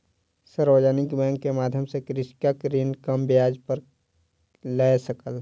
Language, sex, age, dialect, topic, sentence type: Maithili, male, 46-50, Southern/Standard, banking, statement